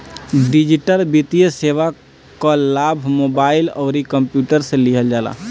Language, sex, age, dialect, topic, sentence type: Bhojpuri, male, 25-30, Northern, banking, statement